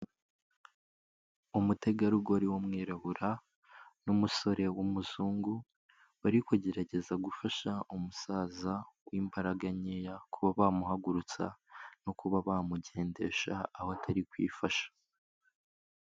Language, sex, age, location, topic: Kinyarwanda, male, 18-24, Kigali, health